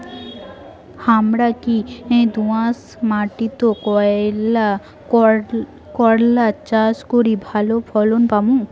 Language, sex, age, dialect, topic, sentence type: Bengali, female, 18-24, Rajbangshi, agriculture, question